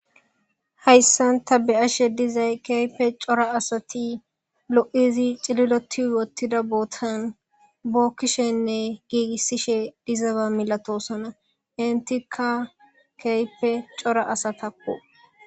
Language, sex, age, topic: Gamo, male, 18-24, government